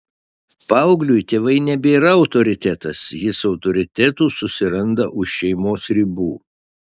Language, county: Lithuanian, Šiauliai